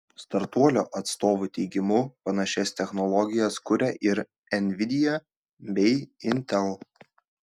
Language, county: Lithuanian, Šiauliai